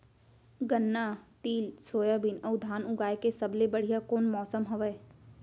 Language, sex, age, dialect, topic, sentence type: Chhattisgarhi, female, 25-30, Central, agriculture, question